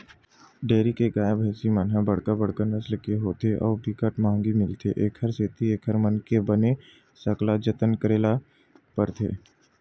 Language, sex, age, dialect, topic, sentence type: Chhattisgarhi, male, 18-24, Western/Budati/Khatahi, agriculture, statement